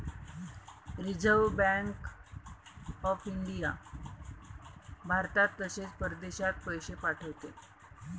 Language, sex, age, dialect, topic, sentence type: Marathi, female, 31-35, Varhadi, banking, statement